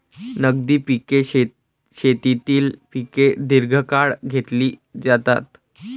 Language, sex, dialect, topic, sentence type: Marathi, male, Varhadi, agriculture, statement